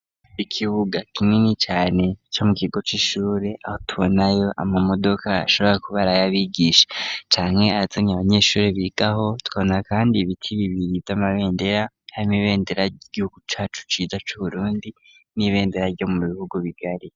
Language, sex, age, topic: Rundi, female, 18-24, education